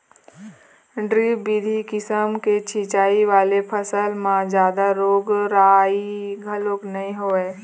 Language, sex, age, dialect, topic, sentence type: Chhattisgarhi, female, 18-24, Eastern, agriculture, statement